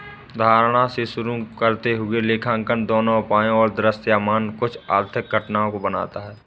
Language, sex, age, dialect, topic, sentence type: Hindi, male, 25-30, Awadhi Bundeli, banking, statement